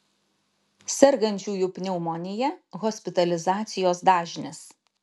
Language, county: Lithuanian, Šiauliai